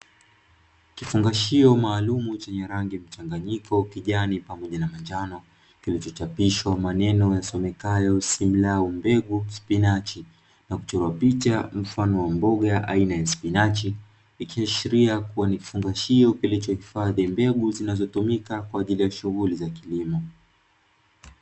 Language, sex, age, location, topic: Swahili, male, 25-35, Dar es Salaam, agriculture